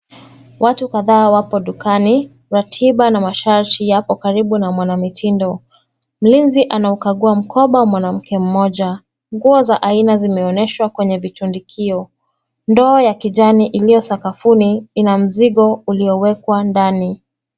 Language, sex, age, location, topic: Swahili, female, 25-35, Nairobi, finance